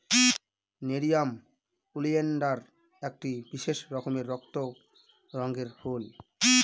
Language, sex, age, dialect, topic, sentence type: Bengali, male, 25-30, Northern/Varendri, agriculture, statement